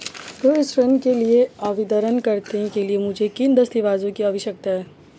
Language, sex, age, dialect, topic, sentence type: Hindi, female, 25-30, Marwari Dhudhari, banking, question